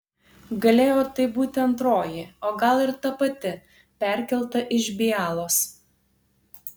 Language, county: Lithuanian, Panevėžys